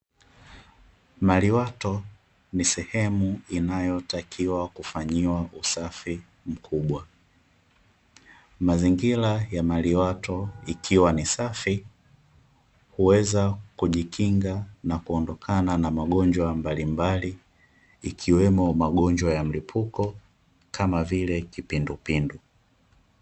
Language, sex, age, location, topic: Swahili, male, 25-35, Dar es Salaam, government